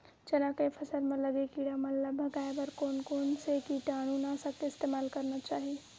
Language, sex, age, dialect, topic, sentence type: Chhattisgarhi, female, 18-24, Western/Budati/Khatahi, agriculture, question